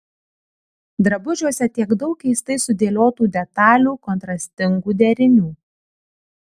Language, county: Lithuanian, Kaunas